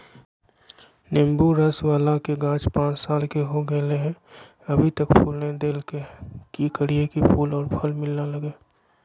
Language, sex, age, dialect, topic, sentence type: Magahi, male, 36-40, Southern, agriculture, question